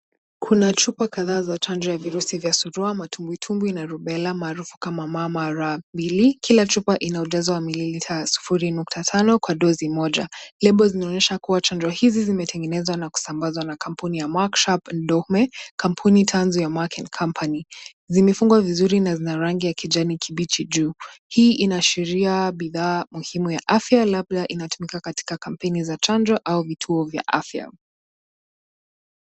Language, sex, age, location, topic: Swahili, female, 18-24, Nakuru, health